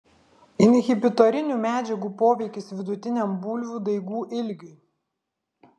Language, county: Lithuanian, Vilnius